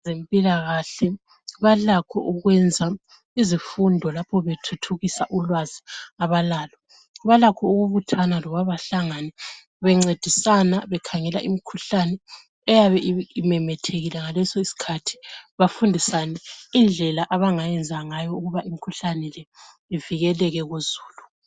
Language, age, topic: North Ndebele, 36-49, health